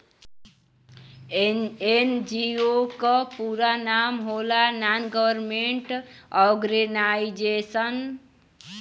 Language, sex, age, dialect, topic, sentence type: Bhojpuri, female, 18-24, Western, banking, statement